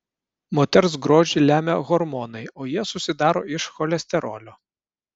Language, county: Lithuanian, Kaunas